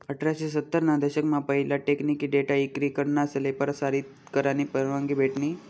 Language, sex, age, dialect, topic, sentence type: Marathi, male, 18-24, Northern Konkan, banking, statement